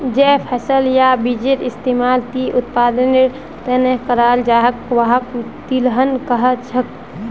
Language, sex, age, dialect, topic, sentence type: Magahi, female, 18-24, Northeastern/Surjapuri, agriculture, statement